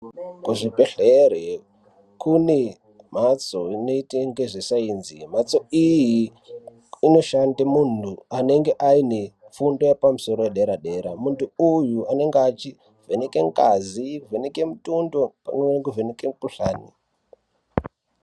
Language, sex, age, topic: Ndau, male, 18-24, health